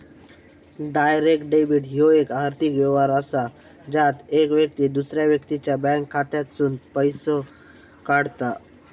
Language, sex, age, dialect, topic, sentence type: Marathi, male, 18-24, Southern Konkan, banking, statement